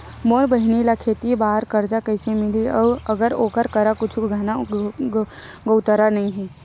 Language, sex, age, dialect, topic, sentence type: Chhattisgarhi, female, 18-24, Western/Budati/Khatahi, agriculture, statement